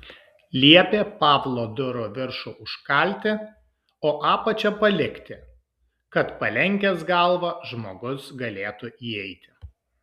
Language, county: Lithuanian, Kaunas